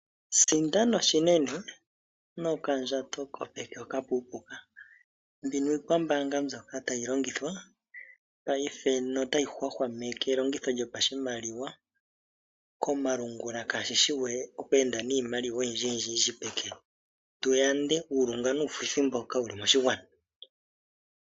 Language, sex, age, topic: Oshiwambo, male, 25-35, finance